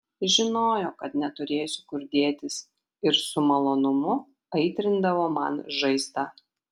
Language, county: Lithuanian, Kaunas